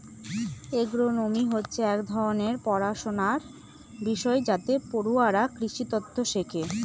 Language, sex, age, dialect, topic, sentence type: Bengali, female, 25-30, Northern/Varendri, agriculture, statement